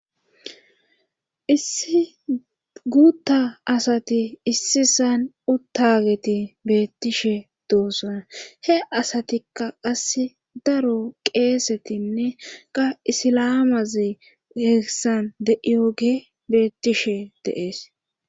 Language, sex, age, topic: Gamo, female, 25-35, government